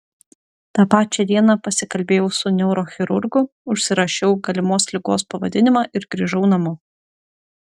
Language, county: Lithuanian, Utena